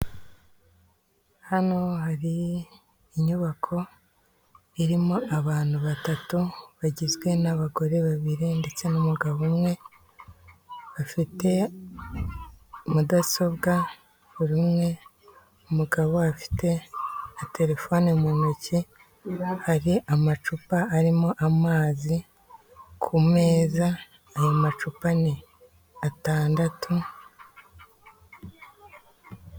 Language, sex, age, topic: Kinyarwanda, female, 18-24, government